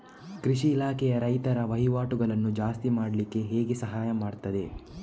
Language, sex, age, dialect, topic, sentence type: Kannada, male, 18-24, Coastal/Dakshin, agriculture, question